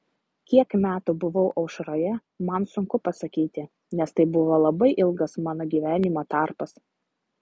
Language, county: Lithuanian, Utena